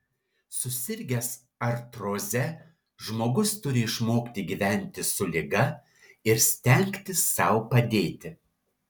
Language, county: Lithuanian, Alytus